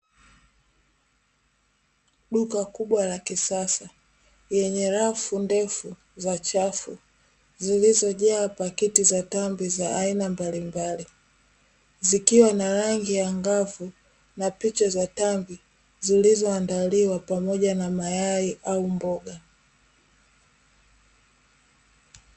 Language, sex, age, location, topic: Swahili, female, 18-24, Dar es Salaam, finance